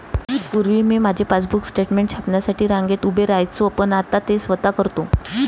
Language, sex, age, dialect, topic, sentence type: Marathi, female, 25-30, Varhadi, banking, statement